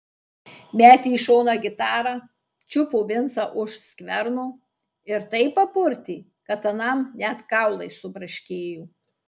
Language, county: Lithuanian, Marijampolė